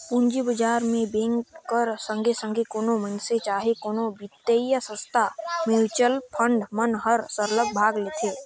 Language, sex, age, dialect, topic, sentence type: Chhattisgarhi, male, 25-30, Northern/Bhandar, banking, statement